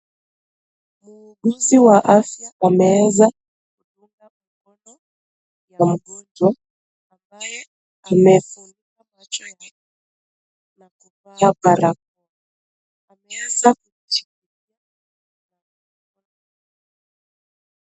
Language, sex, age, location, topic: Swahili, female, 18-24, Nakuru, health